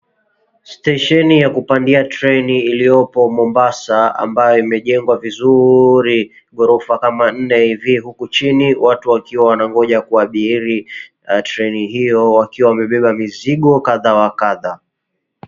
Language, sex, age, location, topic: Swahili, male, 25-35, Mombasa, government